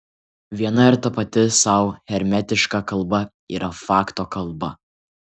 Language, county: Lithuanian, Kaunas